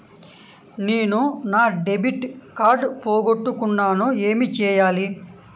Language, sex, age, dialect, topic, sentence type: Telugu, male, 18-24, Central/Coastal, banking, question